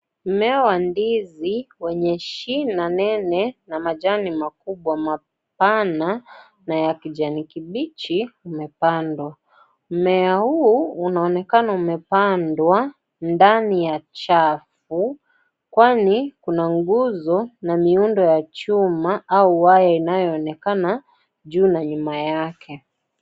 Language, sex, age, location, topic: Swahili, female, 25-35, Kisii, agriculture